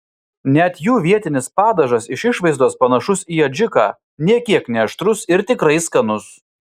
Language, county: Lithuanian, Vilnius